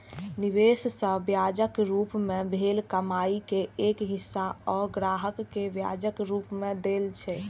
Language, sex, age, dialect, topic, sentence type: Maithili, female, 46-50, Eastern / Thethi, banking, statement